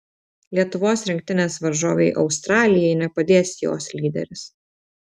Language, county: Lithuanian, Telšiai